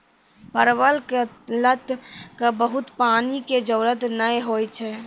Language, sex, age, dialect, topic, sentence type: Maithili, female, 18-24, Angika, agriculture, statement